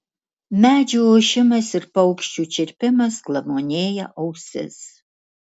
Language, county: Lithuanian, Kaunas